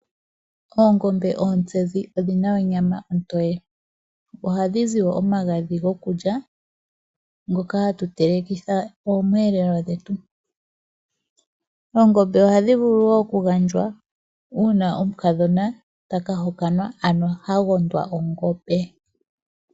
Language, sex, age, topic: Oshiwambo, female, 25-35, agriculture